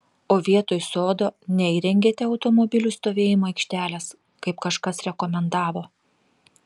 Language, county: Lithuanian, Telšiai